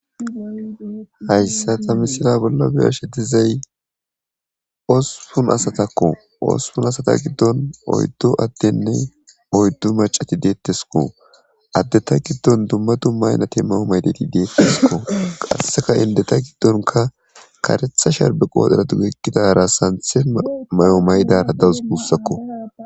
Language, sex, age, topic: Gamo, male, 25-35, government